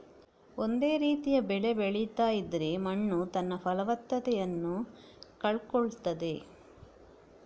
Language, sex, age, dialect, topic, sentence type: Kannada, female, 60-100, Coastal/Dakshin, agriculture, statement